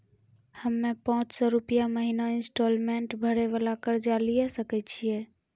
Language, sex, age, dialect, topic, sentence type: Maithili, female, 41-45, Angika, banking, question